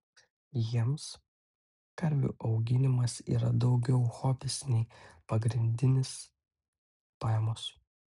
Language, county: Lithuanian, Utena